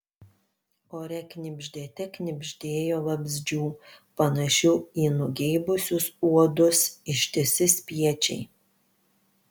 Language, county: Lithuanian, Panevėžys